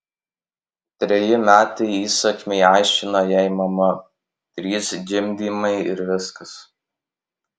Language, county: Lithuanian, Alytus